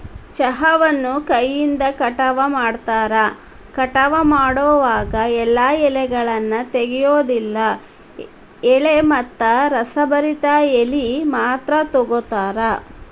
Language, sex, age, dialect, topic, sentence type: Kannada, female, 36-40, Dharwad Kannada, agriculture, statement